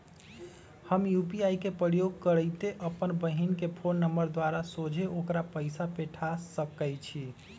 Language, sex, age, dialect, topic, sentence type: Magahi, male, 18-24, Western, banking, statement